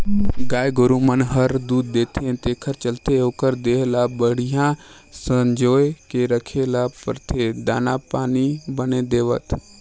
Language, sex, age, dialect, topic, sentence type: Chhattisgarhi, male, 18-24, Northern/Bhandar, agriculture, statement